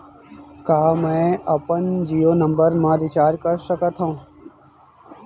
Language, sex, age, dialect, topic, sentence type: Chhattisgarhi, male, 31-35, Central, banking, question